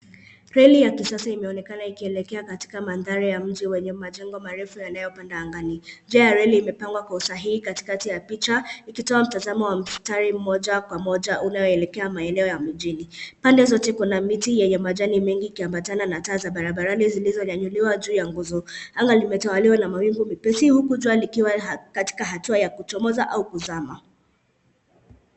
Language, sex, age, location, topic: Swahili, male, 18-24, Nairobi, government